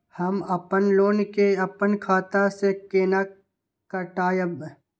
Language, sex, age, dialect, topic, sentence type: Maithili, male, 18-24, Eastern / Thethi, banking, question